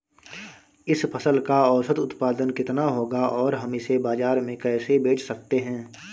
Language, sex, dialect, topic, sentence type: Hindi, male, Awadhi Bundeli, agriculture, question